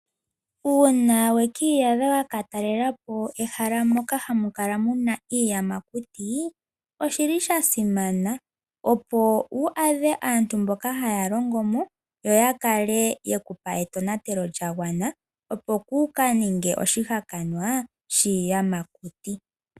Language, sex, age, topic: Oshiwambo, female, 18-24, agriculture